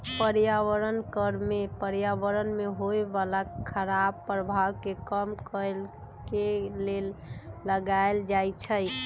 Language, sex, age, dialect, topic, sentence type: Magahi, female, 25-30, Western, banking, statement